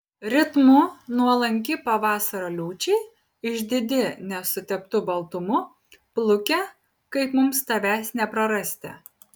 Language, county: Lithuanian, Kaunas